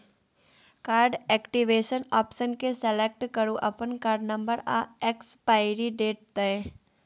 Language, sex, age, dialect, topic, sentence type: Maithili, male, 36-40, Bajjika, banking, statement